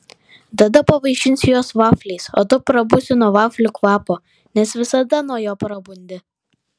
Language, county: Lithuanian, Vilnius